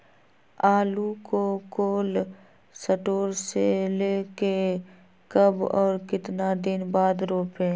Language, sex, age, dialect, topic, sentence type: Magahi, female, 18-24, Western, agriculture, question